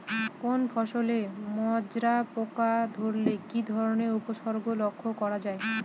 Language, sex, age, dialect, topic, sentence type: Bengali, female, 25-30, Northern/Varendri, agriculture, question